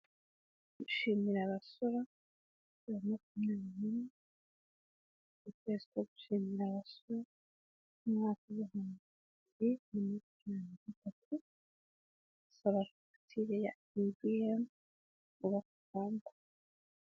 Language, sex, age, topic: Kinyarwanda, male, 18-24, government